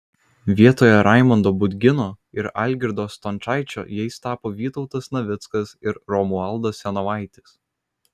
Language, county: Lithuanian, Kaunas